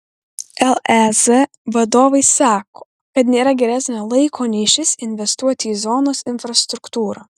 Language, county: Lithuanian, Vilnius